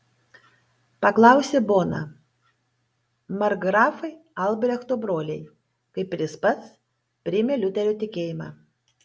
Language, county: Lithuanian, Panevėžys